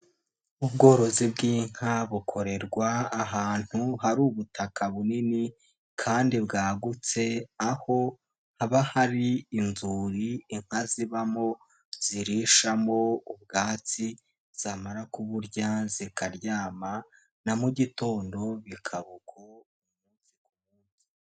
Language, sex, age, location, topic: Kinyarwanda, male, 18-24, Nyagatare, agriculture